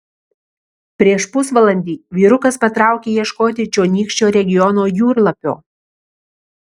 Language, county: Lithuanian, Marijampolė